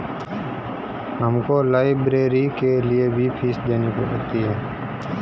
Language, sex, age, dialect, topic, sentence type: Hindi, male, 25-30, Marwari Dhudhari, banking, statement